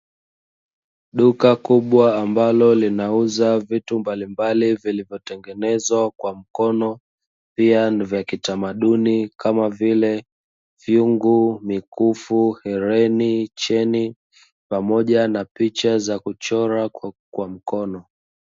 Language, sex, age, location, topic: Swahili, male, 25-35, Dar es Salaam, finance